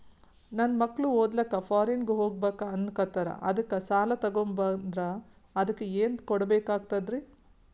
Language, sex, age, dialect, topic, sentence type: Kannada, female, 41-45, Northeastern, banking, question